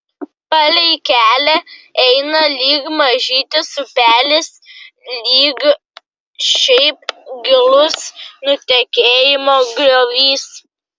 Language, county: Lithuanian, Klaipėda